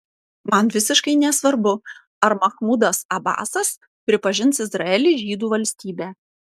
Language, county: Lithuanian, Panevėžys